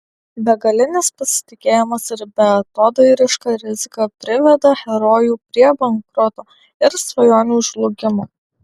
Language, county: Lithuanian, Alytus